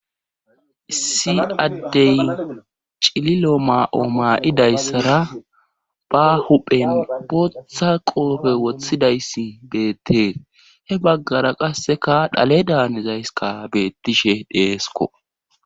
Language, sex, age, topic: Gamo, male, 25-35, government